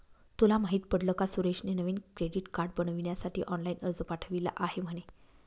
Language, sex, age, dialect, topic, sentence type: Marathi, female, 46-50, Northern Konkan, banking, statement